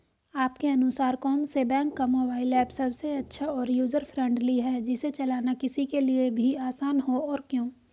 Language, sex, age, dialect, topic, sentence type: Hindi, female, 18-24, Hindustani Malvi Khadi Boli, banking, question